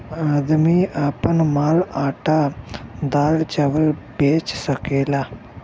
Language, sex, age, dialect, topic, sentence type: Bhojpuri, male, 31-35, Western, agriculture, statement